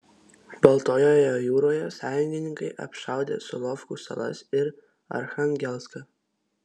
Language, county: Lithuanian, Vilnius